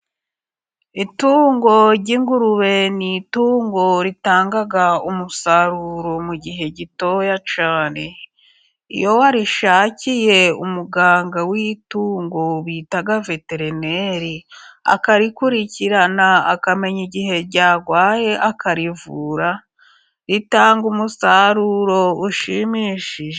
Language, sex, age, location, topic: Kinyarwanda, female, 25-35, Musanze, agriculture